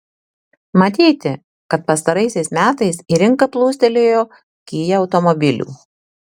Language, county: Lithuanian, Tauragė